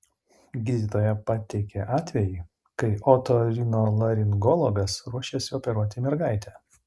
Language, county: Lithuanian, Utena